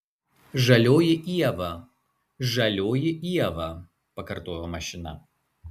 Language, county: Lithuanian, Marijampolė